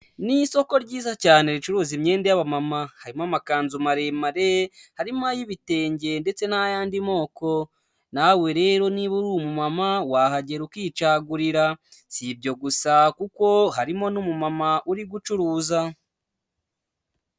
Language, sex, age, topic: Kinyarwanda, male, 25-35, finance